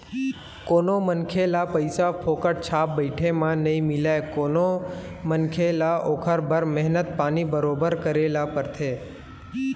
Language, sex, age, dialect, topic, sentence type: Chhattisgarhi, male, 18-24, Western/Budati/Khatahi, banking, statement